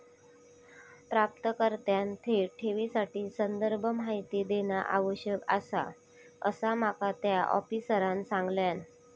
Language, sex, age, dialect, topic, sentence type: Marathi, female, 25-30, Southern Konkan, banking, statement